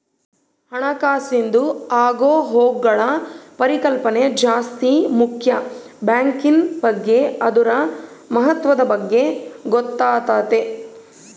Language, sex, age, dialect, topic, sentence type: Kannada, female, 31-35, Central, banking, statement